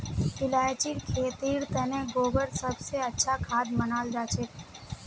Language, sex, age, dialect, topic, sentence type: Magahi, male, 18-24, Northeastern/Surjapuri, agriculture, statement